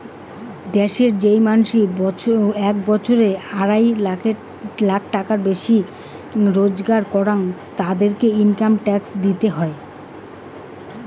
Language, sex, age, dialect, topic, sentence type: Bengali, female, 25-30, Rajbangshi, banking, statement